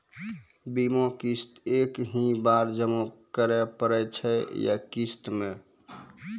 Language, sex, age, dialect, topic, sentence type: Maithili, male, 18-24, Angika, banking, question